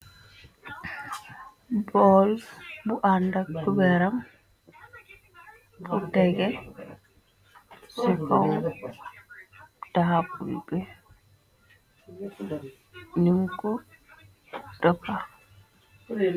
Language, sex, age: Wolof, female, 18-24